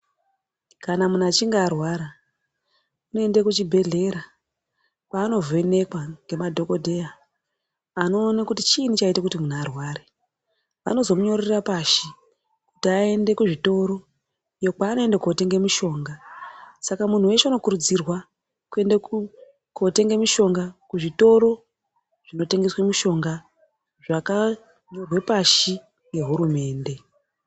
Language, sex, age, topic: Ndau, female, 36-49, health